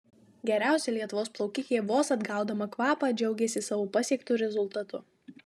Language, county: Lithuanian, Marijampolė